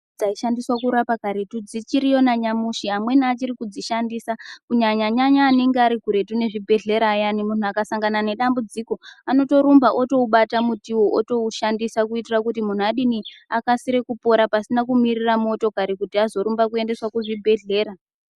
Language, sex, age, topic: Ndau, female, 18-24, health